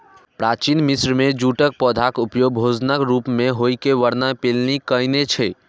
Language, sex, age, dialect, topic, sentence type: Maithili, male, 18-24, Eastern / Thethi, agriculture, statement